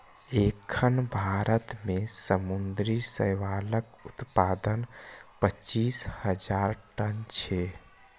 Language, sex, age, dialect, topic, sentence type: Maithili, male, 18-24, Eastern / Thethi, agriculture, statement